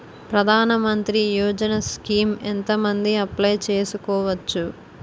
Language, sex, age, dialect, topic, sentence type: Telugu, female, 18-24, Utterandhra, banking, question